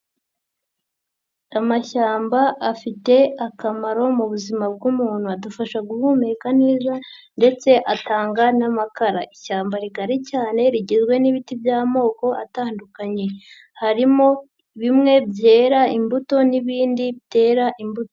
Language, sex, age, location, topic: Kinyarwanda, female, 50+, Nyagatare, agriculture